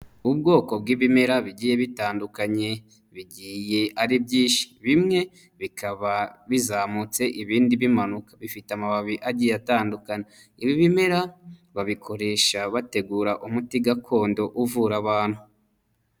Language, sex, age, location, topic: Kinyarwanda, male, 25-35, Huye, health